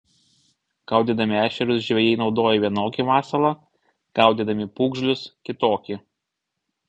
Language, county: Lithuanian, Vilnius